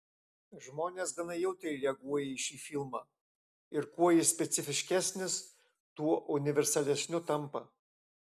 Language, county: Lithuanian, Alytus